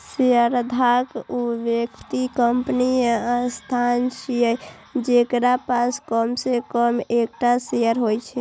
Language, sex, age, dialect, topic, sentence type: Maithili, female, 18-24, Eastern / Thethi, banking, statement